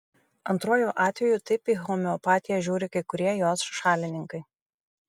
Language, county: Lithuanian, Šiauliai